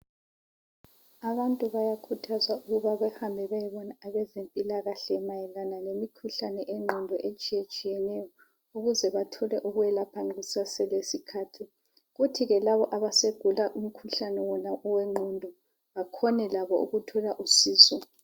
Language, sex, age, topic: North Ndebele, female, 25-35, health